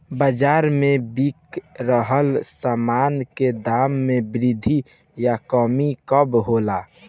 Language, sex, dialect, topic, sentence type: Bhojpuri, male, Southern / Standard, agriculture, question